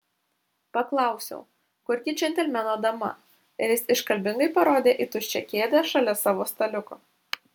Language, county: Lithuanian, Šiauliai